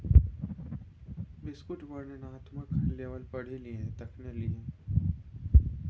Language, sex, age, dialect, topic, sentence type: Maithili, male, 18-24, Bajjika, banking, statement